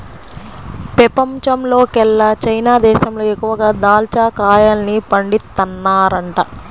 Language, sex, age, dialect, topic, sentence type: Telugu, female, 31-35, Central/Coastal, agriculture, statement